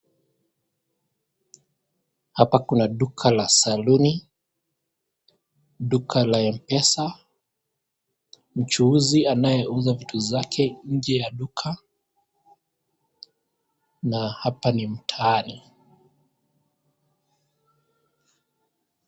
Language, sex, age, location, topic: Swahili, female, 25-35, Nakuru, finance